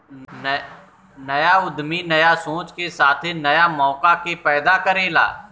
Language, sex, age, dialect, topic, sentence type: Bhojpuri, male, 31-35, Southern / Standard, banking, statement